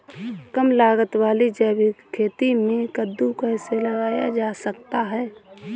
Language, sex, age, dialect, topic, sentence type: Hindi, female, 18-24, Awadhi Bundeli, agriculture, question